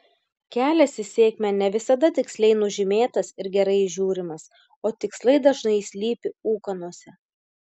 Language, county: Lithuanian, Klaipėda